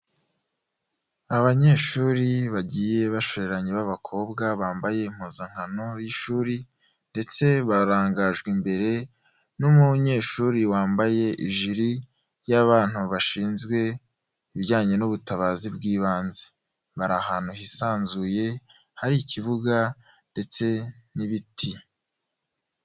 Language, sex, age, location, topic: Kinyarwanda, male, 18-24, Nyagatare, education